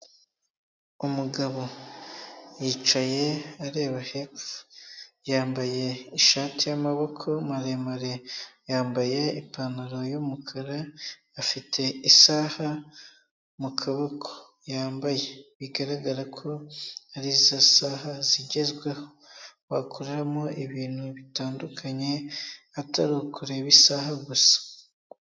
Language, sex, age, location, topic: Kinyarwanda, male, 18-24, Huye, health